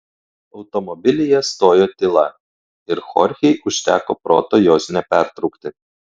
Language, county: Lithuanian, Klaipėda